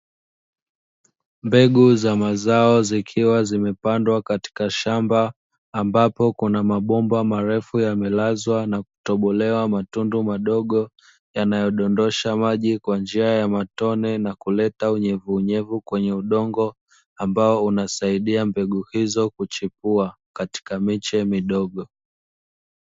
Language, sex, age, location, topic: Swahili, male, 25-35, Dar es Salaam, agriculture